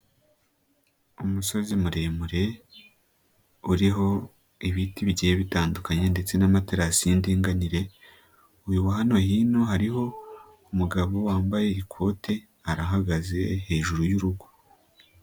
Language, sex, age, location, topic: Kinyarwanda, male, 18-24, Nyagatare, agriculture